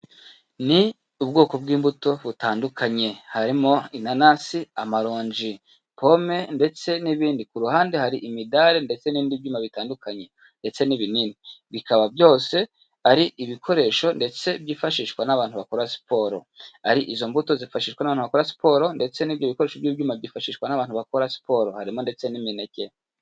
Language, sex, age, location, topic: Kinyarwanda, male, 25-35, Kigali, health